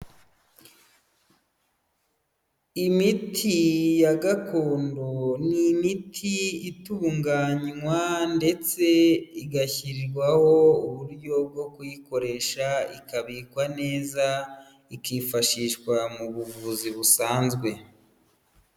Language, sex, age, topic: Kinyarwanda, female, 18-24, health